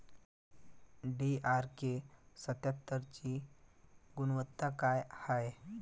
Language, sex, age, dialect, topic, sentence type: Marathi, male, 18-24, Varhadi, agriculture, question